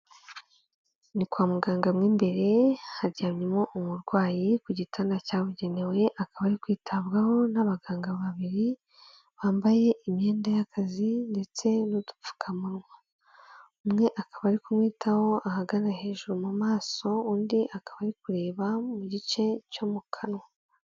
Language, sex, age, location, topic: Kinyarwanda, female, 18-24, Kigali, health